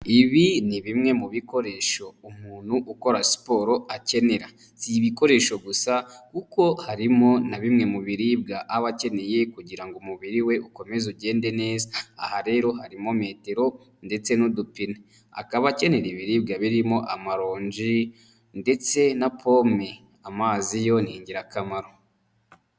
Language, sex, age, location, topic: Kinyarwanda, male, 25-35, Huye, health